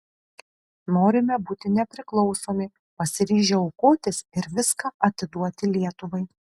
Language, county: Lithuanian, Kaunas